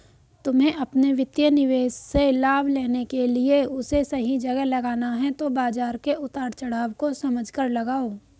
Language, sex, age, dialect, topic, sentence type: Hindi, female, 18-24, Hindustani Malvi Khadi Boli, banking, statement